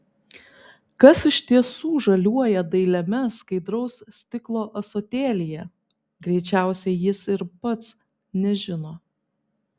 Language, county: Lithuanian, Vilnius